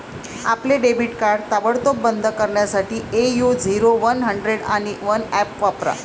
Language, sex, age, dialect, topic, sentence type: Marathi, female, 56-60, Varhadi, banking, statement